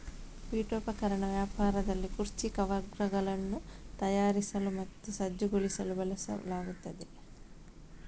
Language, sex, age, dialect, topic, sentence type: Kannada, female, 60-100, Coastal/Dakshin, agriculture, statement